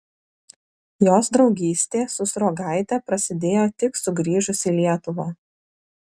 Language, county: Lithuanian, Vilnius